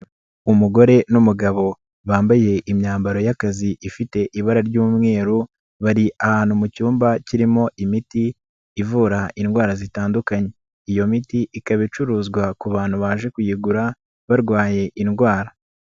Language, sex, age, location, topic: Kinyarwanda, male, 25-35, Nyagatare, health